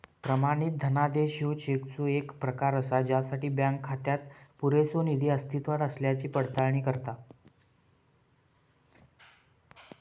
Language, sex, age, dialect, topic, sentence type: Marathi, male, 18-24, Southern Konkan, banking, statement